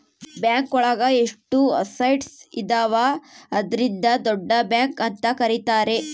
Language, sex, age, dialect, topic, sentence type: Kannada, female, 31-35, Central, banking, statement